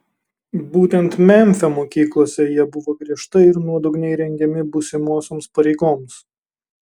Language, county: Lithuanian, Kaunas